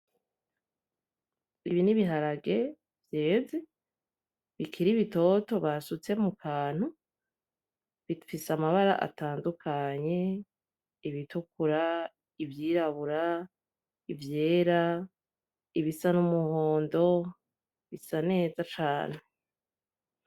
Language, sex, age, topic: Rundi, female, 25-35, agriculture